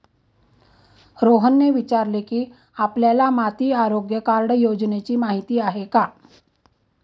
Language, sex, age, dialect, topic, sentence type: Marathi, female, 60-100, Standard Marathi, agriculture, statement